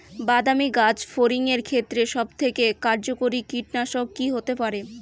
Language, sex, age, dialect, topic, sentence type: Bengali, female, <18, Rajbangshi, agriculture, question